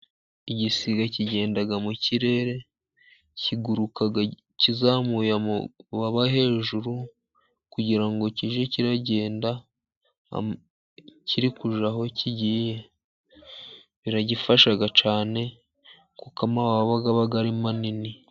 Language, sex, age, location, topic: Kinyarwanda, male, 50+, Musanze, agriculture